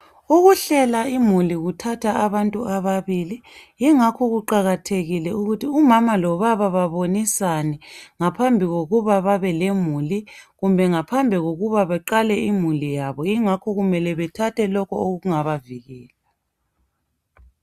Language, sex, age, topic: North Ndebele, female, 25-35, health